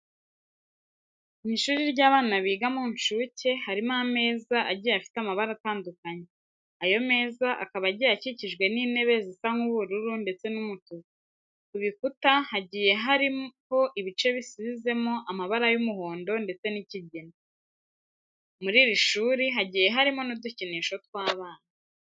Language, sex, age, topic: Kinyarwanda, female, 18-24, education